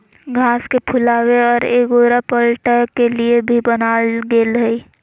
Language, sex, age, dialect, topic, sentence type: Magahi, female, 18-24, Southern, agriculture, statement